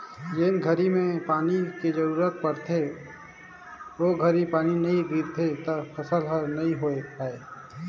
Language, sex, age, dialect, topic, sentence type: Chhattisgarhi, male, 25-30, Northern/Bhandar, agriculture, statement